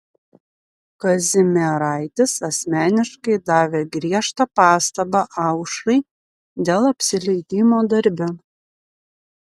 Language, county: Lithuanian, Panevėžys